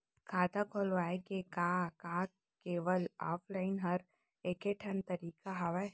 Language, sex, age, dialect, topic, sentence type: Chhattisgarhi, female, 18-24, Central, banking, question